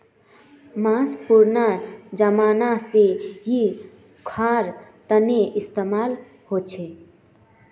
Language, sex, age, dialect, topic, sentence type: Magahi, female, 18-24, Northeastern/Surjapuri, agriculture, statement